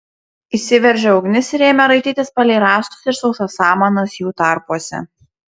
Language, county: Lithuanian, Šiauliai